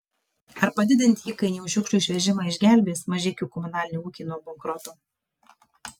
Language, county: Lithuanian, Kaunas